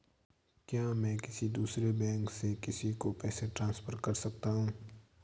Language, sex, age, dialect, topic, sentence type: Hindi, male, 46-50, Marwari Dhudhari, banking, statement